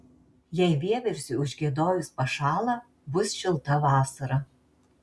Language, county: Lithuanian, Marijampolė